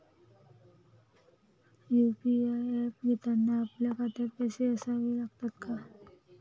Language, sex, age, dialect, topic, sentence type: Marathi, female, 25-30, Standard Marathi, banking, question